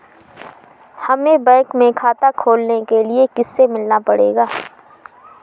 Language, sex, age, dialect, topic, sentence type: Hindi, female, 31-35, Awadhi Bundeli, banking, question